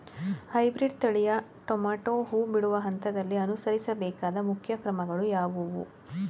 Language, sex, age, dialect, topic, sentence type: Kannada, female, 31-35, Mysore Kannada, agriculture, question